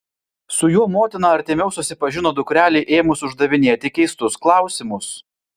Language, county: Lithuanian, Vilnius